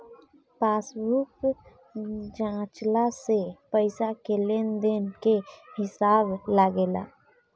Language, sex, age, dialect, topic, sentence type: Bhojpuri, female, 25-30, Northern, banking, statement